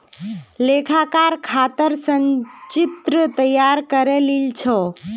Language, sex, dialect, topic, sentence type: Magahi, female, Northeastern/Surjapuri, banking, statement